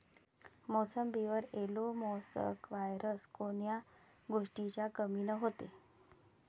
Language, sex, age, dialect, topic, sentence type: Marathi, female, 36-40, Varhadi, agriculture, question